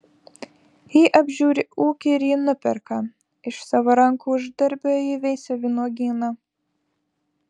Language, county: Lithuanian, Vilnius